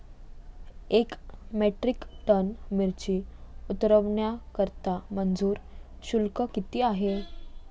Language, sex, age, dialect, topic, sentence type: Marathi, female, 41-45, Standard Marathi, agriculture, question